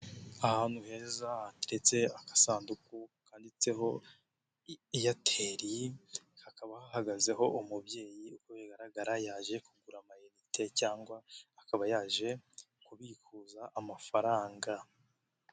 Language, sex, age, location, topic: Kinyarwanda, male, 18-24, Nyagatare, finance